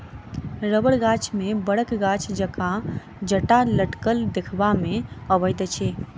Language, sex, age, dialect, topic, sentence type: Maithili, female, 41-45, Southern/Standard, agriculture, statement